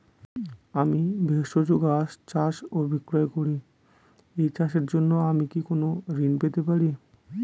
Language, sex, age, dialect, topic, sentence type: Bengali, male, 25-30, Northern/Varendri, banking, question